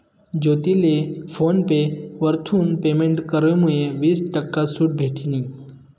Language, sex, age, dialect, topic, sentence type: Marathi, male, 31-35, Northern Konkan, banking, statement